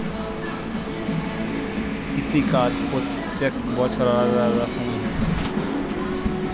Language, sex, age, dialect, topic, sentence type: Bengali, male, 18-24, Western, agriculture, statement